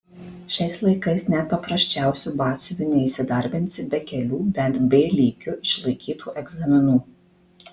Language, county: Lithuanian, Marijampolė